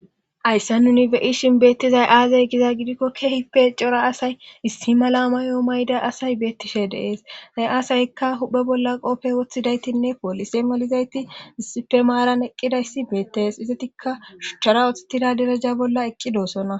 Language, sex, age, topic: Gamo, female, 18-24, government